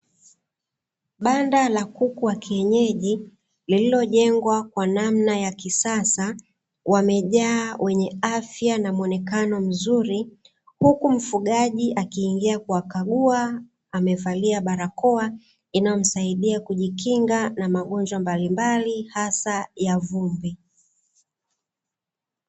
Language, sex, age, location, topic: Swahili, female, 36-49, Dar es Salaam, agriculture